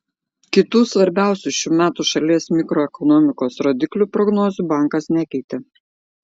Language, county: Lithuanian, Šiauliai